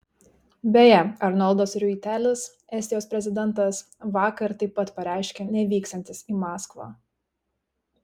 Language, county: Lithuanian, Šiauliai